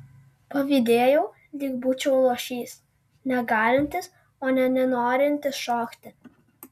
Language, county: Lithuanian, Alytus